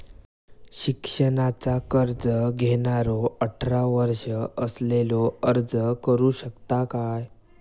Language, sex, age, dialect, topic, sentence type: Marathi, male, 18-24, Southern Konkan, banking, question